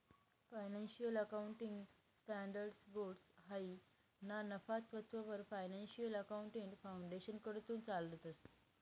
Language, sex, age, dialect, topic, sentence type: Marathi, female, 18-24, Northern Konkan, banking, statement